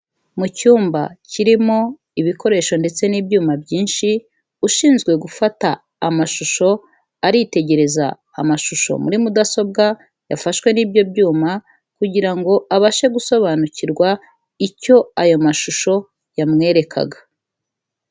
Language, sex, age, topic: Kinyarwanda, female, 36-49, health